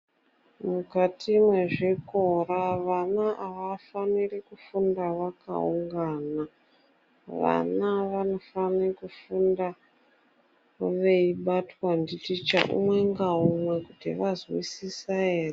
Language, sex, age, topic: Ndau, female, 25-35, education